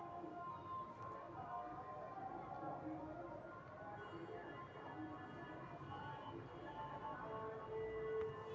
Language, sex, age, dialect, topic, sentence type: Magahi, female, 18-24, Western, agriculture, statement